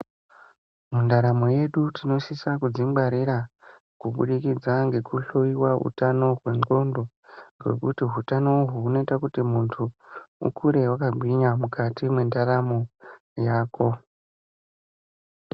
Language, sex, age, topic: Ndau, male, 18-24, health